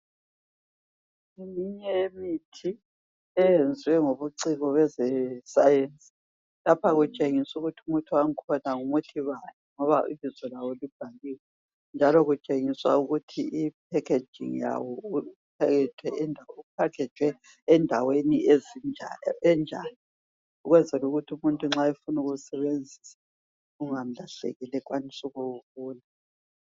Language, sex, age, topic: North Ndebele, female, 50+, health